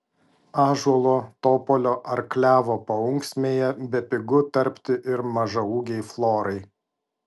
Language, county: Lithuanian, Vilnius